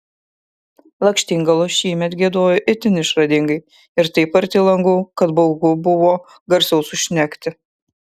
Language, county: Lithuanian, Kaunas